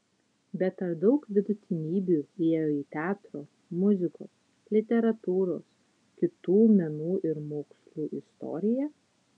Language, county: Lithuanian, Utena